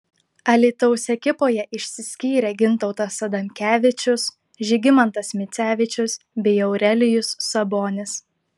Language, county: Lithuanian, Klaipėda